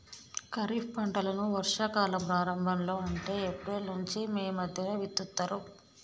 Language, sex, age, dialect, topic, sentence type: Telugu, male, 18-24, Telangana, agriculture, statement